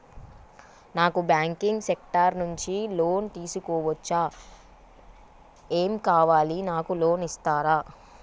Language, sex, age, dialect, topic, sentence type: Telugu, female, 36-40, Telangana, banking, question